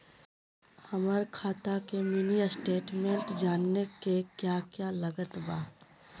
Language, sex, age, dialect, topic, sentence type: Magahi, female, 46-50, Southern, banking, question